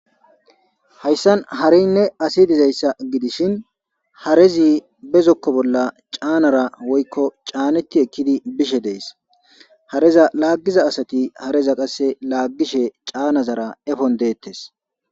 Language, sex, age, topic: Gamo, male, 25-35, government